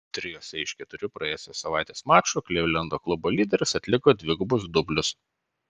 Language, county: Lithuanian, Vilnius